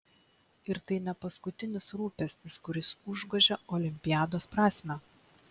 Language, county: Lithuanian, Klaipėda